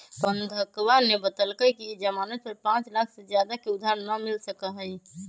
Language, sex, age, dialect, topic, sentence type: Magahi, male, 25-30, Western, banking, statement